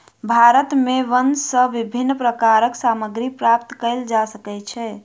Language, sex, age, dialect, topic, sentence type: Maithili, female, 25-30, Southern/Standard, agriculture, statement